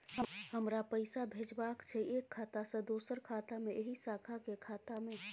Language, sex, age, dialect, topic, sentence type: Maithili, female, 31-35, Bajjika, banking, question